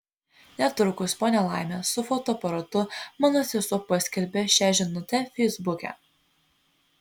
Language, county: Lithuanian, Vilnius